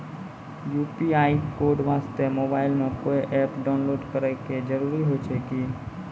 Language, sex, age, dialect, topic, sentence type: Maithili, male, 18-24, Angika, banking, question